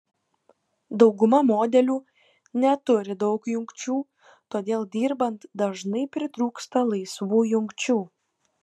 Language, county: Lithuanian, Kaunas